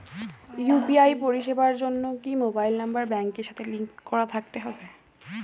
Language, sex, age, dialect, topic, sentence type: Bengali, female, 18-24, Standard Colloquial, banking, question